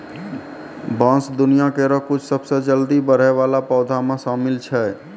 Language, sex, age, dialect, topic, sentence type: Maithili, male, 31-35, Angika, agriculture, statement